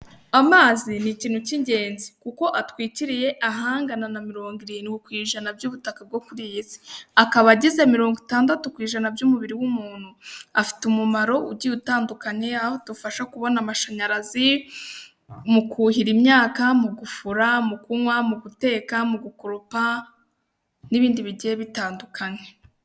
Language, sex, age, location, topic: Kinyarwanda, female, 18-24, Kigali, health